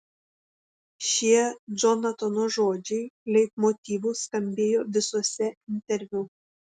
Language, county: Lithuanian, Šiauliai